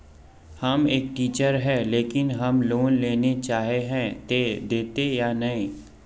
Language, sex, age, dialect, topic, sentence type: Magahi, male, 18-24, Northeastern/Surjapuri, banking, question